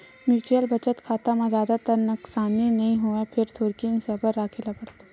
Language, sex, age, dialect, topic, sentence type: Chhattisgarhi, female, 18-24, Western/Budati/Khatahi, banking, statement